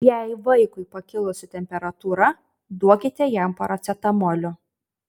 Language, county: Lithuanian, Tauragė